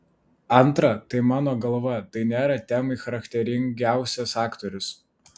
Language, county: Lithuanian, Vilnius